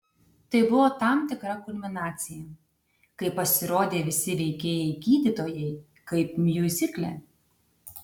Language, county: Lithuanian, Tauragė